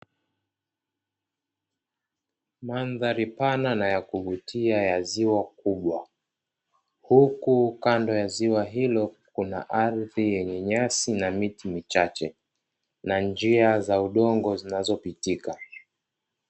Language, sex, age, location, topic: Swahili, male, 25-35, Dar es Salaam, agriculture